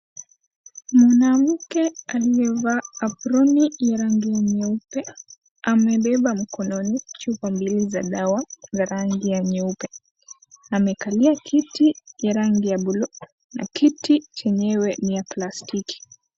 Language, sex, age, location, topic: Swahili, female, 18-24, Kisii, health